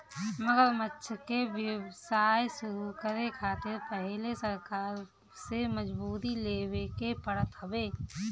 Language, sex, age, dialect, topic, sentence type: Bhojpuri, female, 31-35, Northern, agriculture, statement